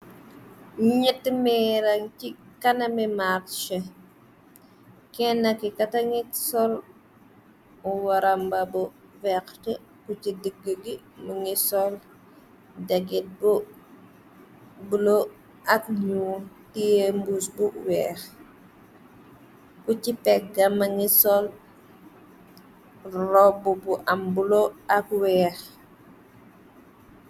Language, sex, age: Wolof, female, 18-24